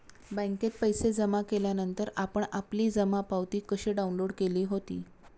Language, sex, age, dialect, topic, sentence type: Marathi, female, 25-30, Standard Marathi, banking, statement